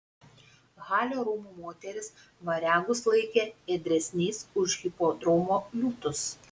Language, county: Lithuanian, Panevėžys